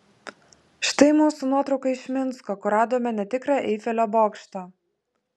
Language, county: Lithuanian, Vilnius